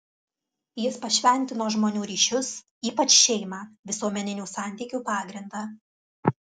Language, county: Lithuanian, Alytus